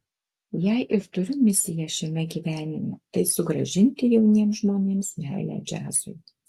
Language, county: Lithuanian, Alytus